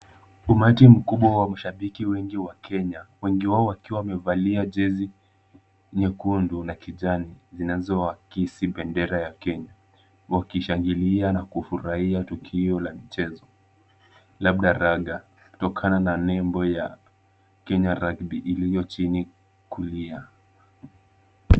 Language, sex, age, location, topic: Swahili, male, 18-24, Kisumu, government